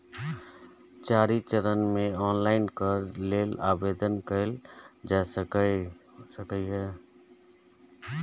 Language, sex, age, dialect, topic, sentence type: Maithili, male, 36-40, Eastern / Thethi, banking, statement